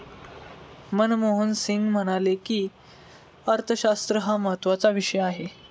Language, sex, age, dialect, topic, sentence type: Marathi, male, 18-24, Standard Marathi, banking, statement